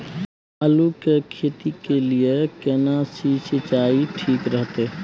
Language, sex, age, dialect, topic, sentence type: Maithili, male, 31-35, Bajjika, agriculture, question